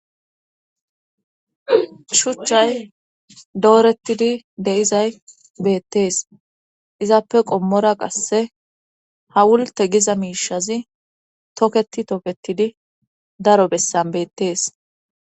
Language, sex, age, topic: Gamo, female, 25-35, government